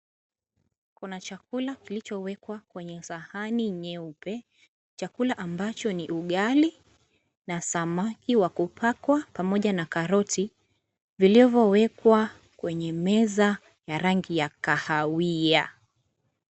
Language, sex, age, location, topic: Swahili, female, 18-24, Mombasa, agriculture